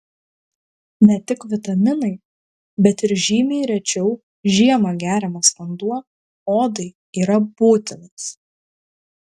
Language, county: Lithuanian, Kaunas